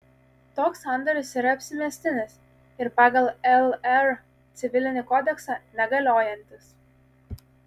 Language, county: Lithuanian, Kaunas